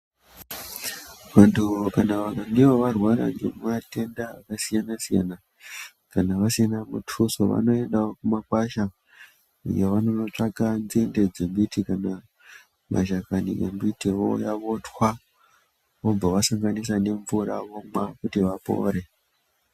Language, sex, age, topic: Ndau, male, 25-35, health